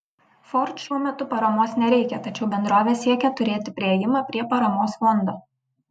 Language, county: Lithuanian, Vilnius